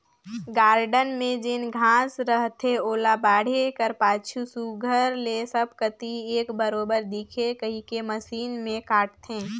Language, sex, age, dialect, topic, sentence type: Chhattisgarhi, female, 18-24, Northern/Bhandar, agriculture, statement